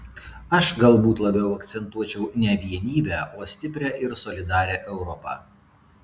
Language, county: Lithuanian, Vilnius